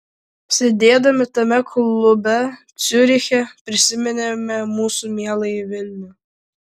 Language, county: Lithuanian, Vilnius